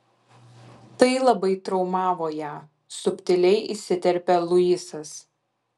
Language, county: Lithuanian, Kaunas